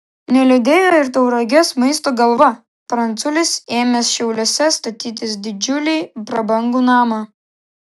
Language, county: Lithuanian, Klaipėda